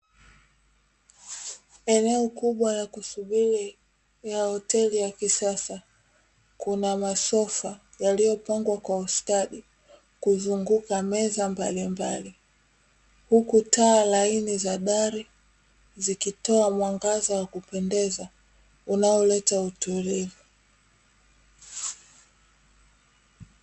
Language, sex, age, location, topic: Swahili, female, 18-24, Dar es Salaam, finance